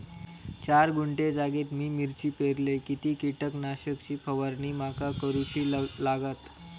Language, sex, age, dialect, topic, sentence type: Marathi, male, 46-50, Southern Konkan, agriculture, question